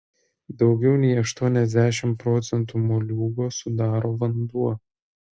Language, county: Lithuanian, Kaunas